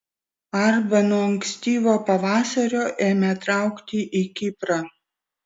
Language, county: Lithuanian, Vilnius